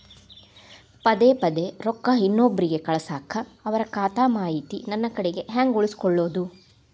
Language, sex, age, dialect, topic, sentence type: Kannada, female, 36-40, Dharwad Kannada, banking, question